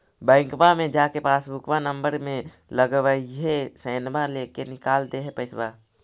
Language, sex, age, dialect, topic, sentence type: Magahi, male, 56-60, Central/Standard, banking, question